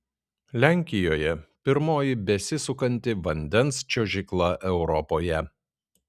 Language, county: Lithuanian, Šiauliai